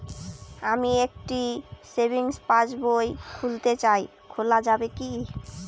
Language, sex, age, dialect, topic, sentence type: Bengali, female, 18-24, Northern/Varendri, banking, question